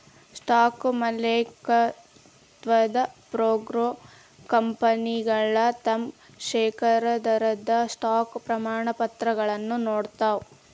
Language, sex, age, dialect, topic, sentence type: Kannada, female, 18-24, Dharwad Kannada, banking, statement